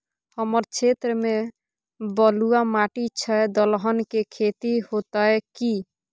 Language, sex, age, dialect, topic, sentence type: Maithili, female, 18-24, Bajjika, agriculture, question